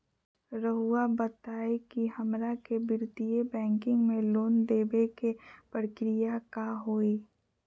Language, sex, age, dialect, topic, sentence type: Magahi, female, 41-45, Southern, banking, question